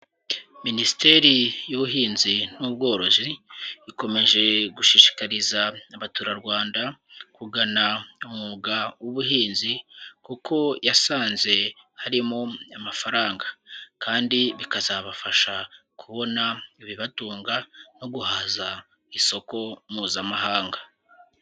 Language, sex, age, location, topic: Kinyarwanda, male, 18-24, Huye, agriculture